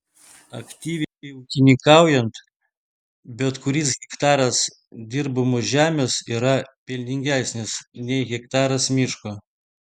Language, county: Lithuanian, Vilnius